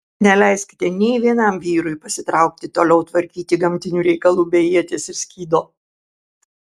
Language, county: Lithuanian, Kaunas